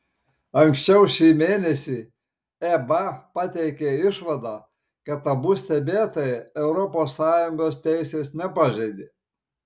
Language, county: Lithuanian, Marijampolė